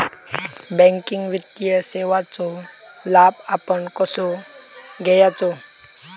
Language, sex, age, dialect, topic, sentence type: Marathi, male, 18-24, Southern Konkan, banking, question